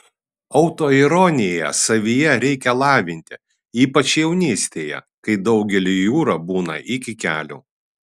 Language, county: Lithuanian, Kaunas